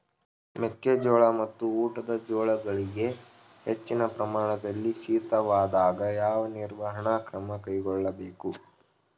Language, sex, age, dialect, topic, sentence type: Kannada, male, 18-24, Mysore Kannada, agriculture, question